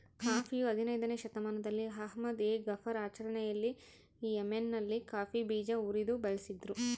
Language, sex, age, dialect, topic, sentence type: Kannada, female, 31-35, Central, agriculture, statement